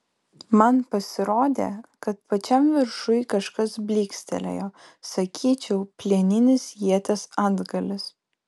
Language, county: Lithuanian, Vilnius